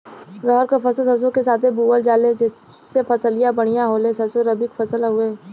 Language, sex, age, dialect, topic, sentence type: Bhojpuri, female, 18-24, Western, agriculture, question